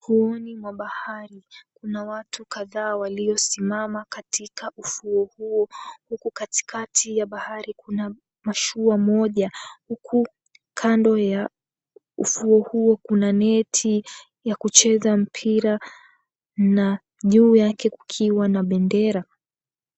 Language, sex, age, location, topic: Swahili, female, 18-24, Mombasa, government